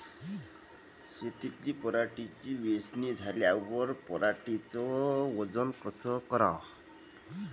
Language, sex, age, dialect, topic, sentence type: Marathi, male, 31-35, Varhadi, agriculture, question